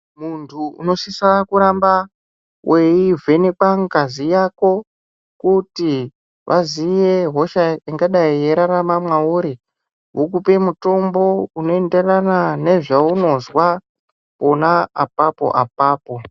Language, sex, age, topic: Ndau, female, 25-35, health